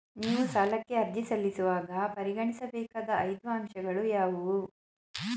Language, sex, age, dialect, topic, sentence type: Kannada, female, 36-40, Mysore Kannada, banking, question